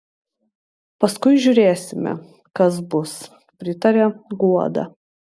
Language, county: Lithuanian, Utena